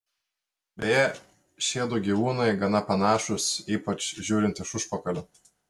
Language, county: Lithuanian, Telšiai